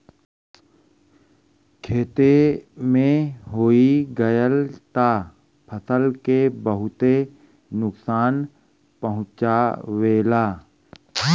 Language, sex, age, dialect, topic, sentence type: Bhojpuri, male, 41-45, Western, agriculture, statement